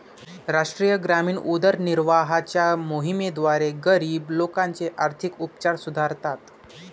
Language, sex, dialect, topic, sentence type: Marathi, male, Varhadi, banking, statement